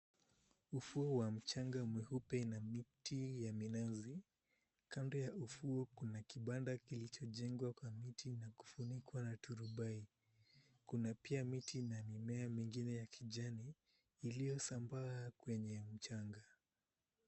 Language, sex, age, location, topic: Swahili, male, 18-24, Mombasa, agriculture